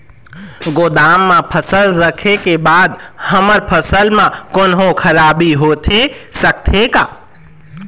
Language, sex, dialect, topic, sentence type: Chhattisgarhi, male, Eastern, agriculture, question